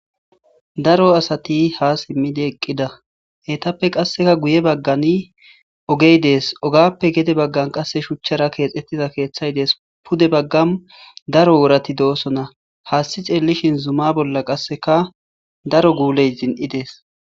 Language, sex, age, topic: Gamo, male, 25-35, agriculture